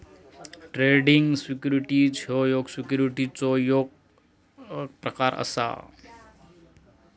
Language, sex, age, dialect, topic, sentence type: Marathi, male, 36-40, Southern Konkan, banking, statement